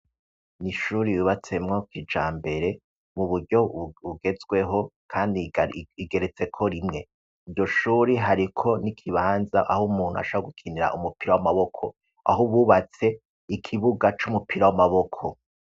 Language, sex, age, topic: Rundi, male, 36-49, education